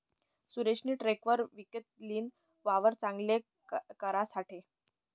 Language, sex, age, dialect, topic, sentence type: Marathi, female, 18-24, Northern Konkan, banking, statement